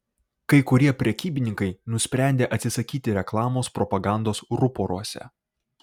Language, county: Lithuanian, Vilnius